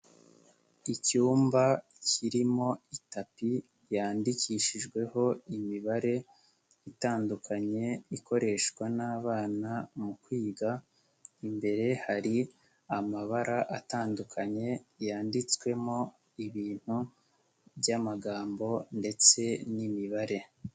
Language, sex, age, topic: Kinyarwanda, male, 18-24, education